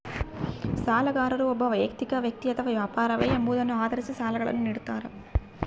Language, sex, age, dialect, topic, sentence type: Kannada, female, 25-30, Central, banking, statement